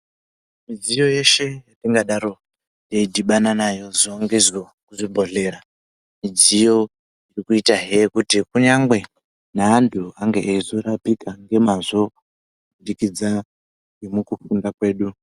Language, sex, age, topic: Ndau, male, 25-35, health